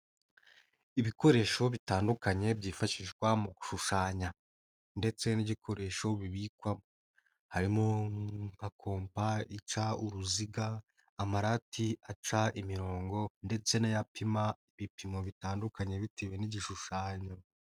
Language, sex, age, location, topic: Kinyarwanda, male, 25-35, Nyagatare, education